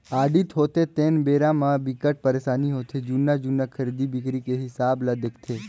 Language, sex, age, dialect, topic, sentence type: Chhattisgarhi, male, 18-24, Northern/Bhandar, banking, statement